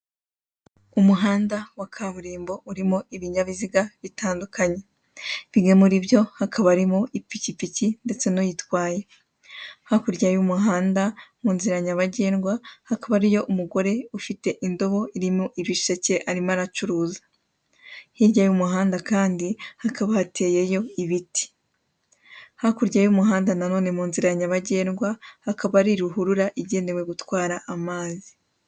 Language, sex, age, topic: Kinyarwanda, female, 18-24, government